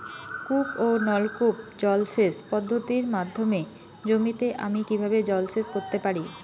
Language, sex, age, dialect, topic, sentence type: Bengali, female, 25-30, Rajbangshi, agriculture, question